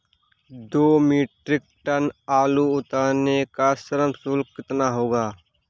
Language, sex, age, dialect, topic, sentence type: Hindi, male, 31-35, Awadhi Bundeli, agriculture, question